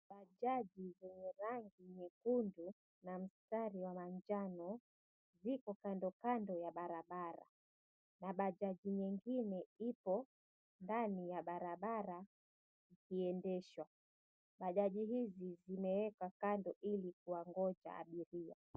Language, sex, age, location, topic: Swahili, female, 25-35, Mombasa, government